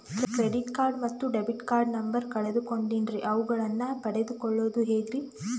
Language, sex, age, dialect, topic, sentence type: Kannada, female, 18-24, Northeastern, banking, question